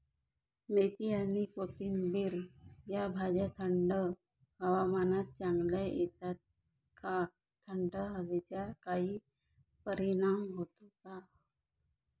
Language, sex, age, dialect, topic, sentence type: Marathi, male, 41-45, Northern Konkan, agriculture, question